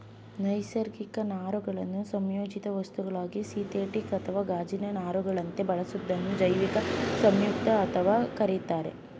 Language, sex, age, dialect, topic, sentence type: Kannada, female, 18-24, Mysore Kannada, agriculture, statement